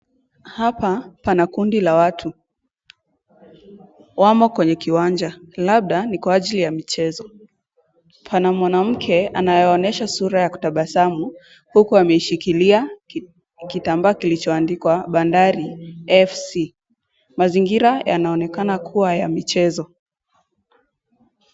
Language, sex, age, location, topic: Swahili, female, 18-24, Nakuru, government